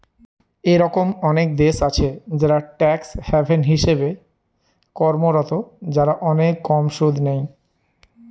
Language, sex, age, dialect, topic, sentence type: Bengali, male, 41-45, Northern/Varendri, banking, statement